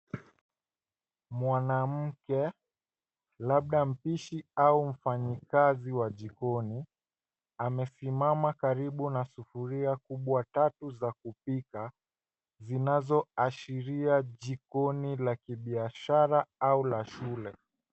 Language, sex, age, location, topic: Swahili, male, 18-24, Nairobi, government